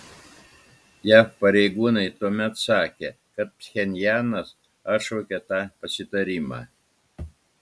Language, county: Lithuanian, Klaipėda